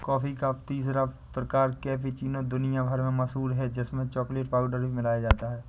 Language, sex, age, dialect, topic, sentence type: Hindi, male, 18-24, Awadhi Bundeli, agriculture, statement